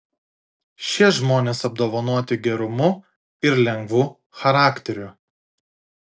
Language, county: Lithuanian, Klaipėda